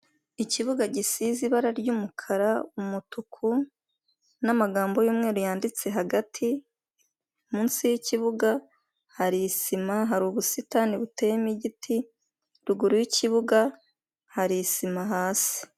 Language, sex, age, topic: Kinyarwanda, female, 25-35, government